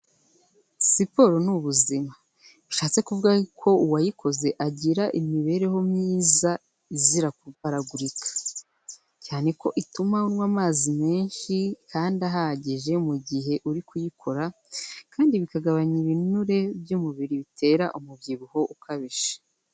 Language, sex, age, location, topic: Kinyarwanda, female, 25-35, Kigali, health